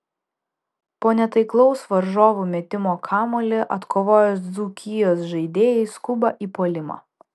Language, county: Lithuanian, Vilnius